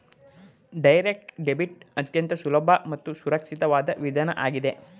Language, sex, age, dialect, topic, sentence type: Kannada, male, 18-24, Mysore Kannada, banking, statement